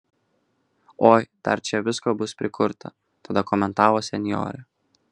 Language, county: Lithuanian, Kaunas